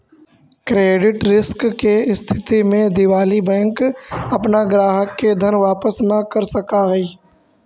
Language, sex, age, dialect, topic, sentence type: Magahi, male, 46-50, Central/Standard, agriculture, statement